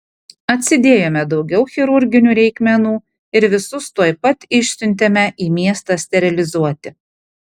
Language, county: Lithuanian, Panevėžys